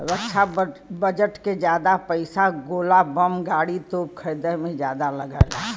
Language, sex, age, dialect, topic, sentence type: Bhojpuri, female, 25-30, Western, banking, statement